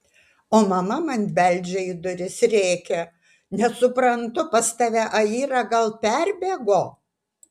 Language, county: Lithuanian, Utena